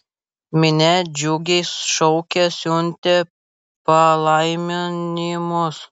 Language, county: Lithuanian, Vilnius